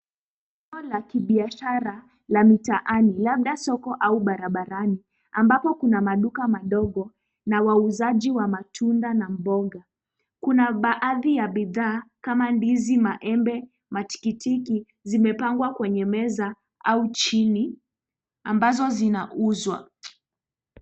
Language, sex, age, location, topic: Swahili, female, 18-24, Kisumu, finance